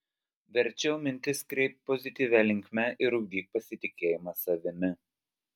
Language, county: Lithuanian, Alytus